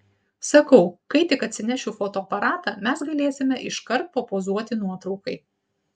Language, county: Lithuanian, Utena